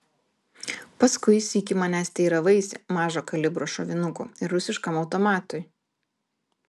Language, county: Lithuanian, Vilnius